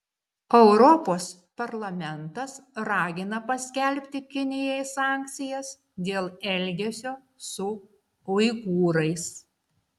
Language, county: Lithuanian, Šiauliai